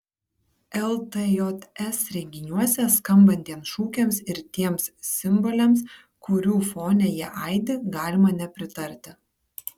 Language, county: Lithuanian, Kaunas